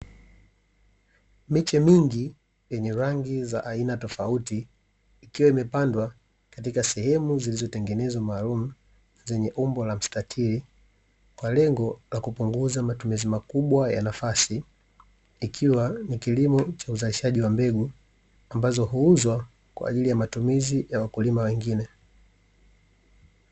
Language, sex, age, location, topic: Swahili, male, 25-35, Dar es Salaam, agriculture